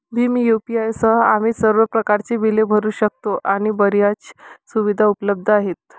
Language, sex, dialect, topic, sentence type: Marathi, female, Varhadi, banking, statement